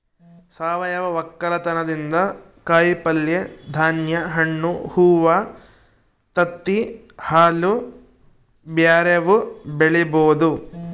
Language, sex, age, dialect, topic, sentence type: Kannada, male, 18-24, Central, agriculture, statement